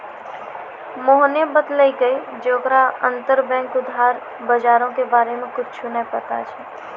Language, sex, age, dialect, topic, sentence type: Maithili, female, 18-24, Angika, banking, statement